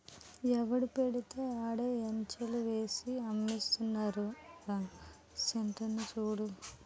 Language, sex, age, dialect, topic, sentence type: Telugu, female, 18-24, Utterandhra, banking, statement